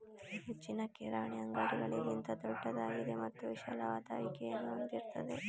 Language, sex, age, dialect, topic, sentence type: Kannada, male, 18-24, Mysore Kannada, agriculture, statement